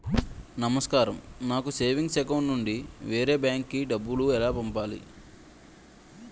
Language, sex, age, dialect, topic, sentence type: Telugu, male, 25-30, Utterandhra, banking, question